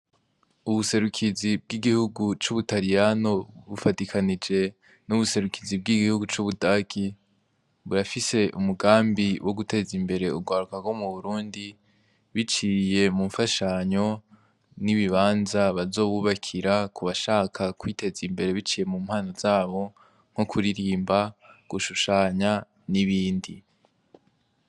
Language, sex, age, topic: Rundi, male, 18-24, education